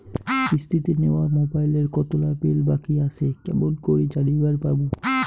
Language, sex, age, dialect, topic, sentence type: Bengali, male, 18-24, Rajbangshi, banking, question